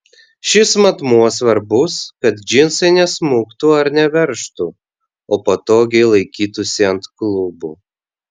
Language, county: Lithuanian, Vilnius